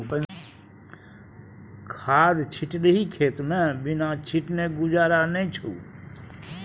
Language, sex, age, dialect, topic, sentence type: Maithili, male, 60-100, Bajjika, agriculture, statement